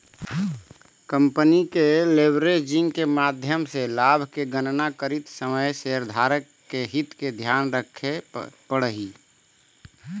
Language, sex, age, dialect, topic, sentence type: Magahi, male, 18-24, Central/Standard, banking, statement